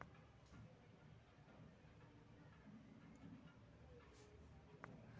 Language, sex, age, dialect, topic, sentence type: Magahi, female, 18-24, Western, agriculture, statement